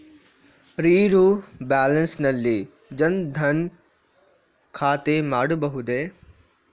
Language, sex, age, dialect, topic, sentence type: Kannada, male, 46-50, Coastal/Dakshin, banking, question